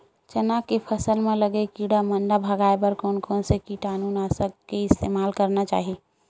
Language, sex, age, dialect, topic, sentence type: Chhattisgarhi, female, 51-55, Western/Budati/Khatahi, agriculture, question